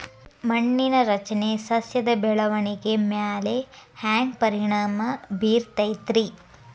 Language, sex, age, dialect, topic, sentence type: Kannada, female, 18-24, Dharwad Kannada, agriculture, statement